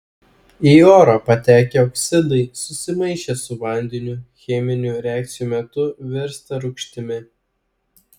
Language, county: Lithuanian, Klaipėda